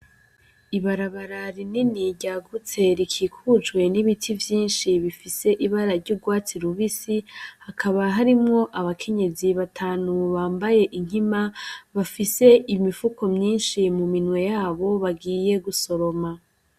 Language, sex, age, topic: Rundi, female, 18-24, agriculture